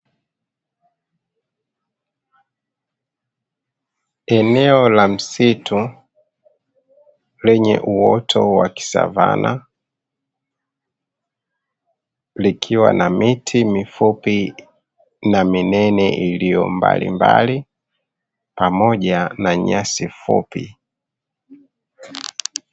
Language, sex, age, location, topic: Swahili, male, 25-35, Dar es Salaam, agriculture